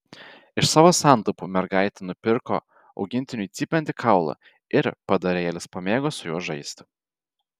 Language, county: Lithuanian, Vilnius